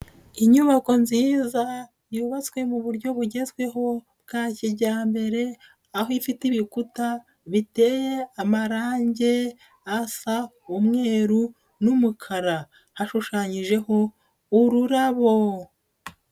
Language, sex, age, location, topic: Kinyarwanda, female, 25-35, Nyagatare, education